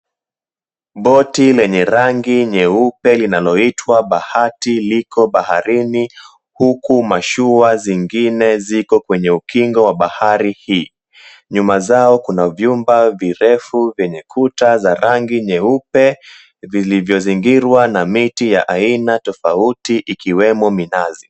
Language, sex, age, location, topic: Swahili, male, 18-24, Mombasa, government